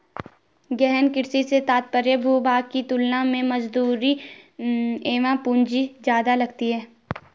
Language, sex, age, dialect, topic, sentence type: Hindi, female, 18-24, Garhwali, agriculture, statement